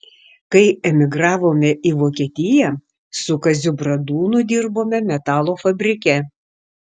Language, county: Lithuanian, Šiauliai